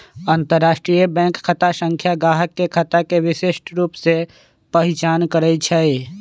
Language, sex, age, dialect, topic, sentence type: Magahi, male, 25-30, Western, banking, statement